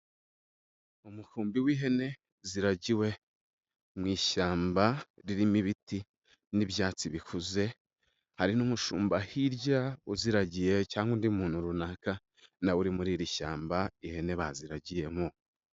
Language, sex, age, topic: Kinyarwanda, male, 18-24, agriculture